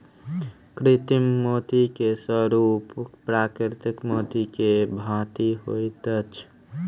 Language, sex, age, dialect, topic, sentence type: Maithili, male, 18-24, Southern/Standard, agriculture, statement